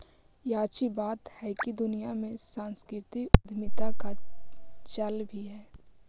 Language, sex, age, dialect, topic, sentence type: Magahi, female, 25-30, Central/Standard, agriculture, statement